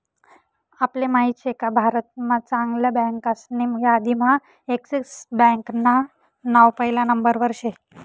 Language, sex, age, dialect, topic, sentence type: Marathi, female, 18-24, Northern Konkan, banking, statement